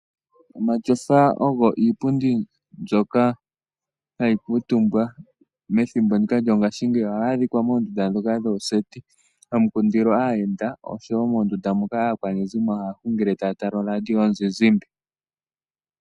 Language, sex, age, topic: Oshiwambo, female, 18-24, finance